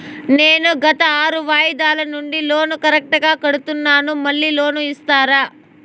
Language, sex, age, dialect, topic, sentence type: Telugu, female, 18-24, Southern, banking, question